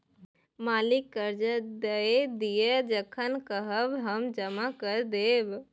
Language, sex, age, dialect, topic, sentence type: Maithili, male, 18-24, Bajjika, banking, statement